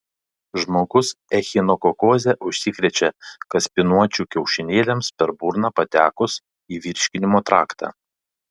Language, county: Lithuanian, Panevėžys